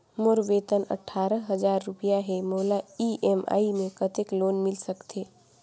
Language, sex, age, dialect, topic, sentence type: Chhattisgarhi, female, 18-24, Northern/Bhandar, banking, question